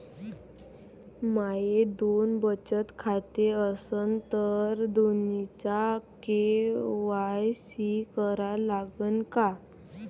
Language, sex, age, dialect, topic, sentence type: Marathi, female, 18-24, Varhadi, banking, question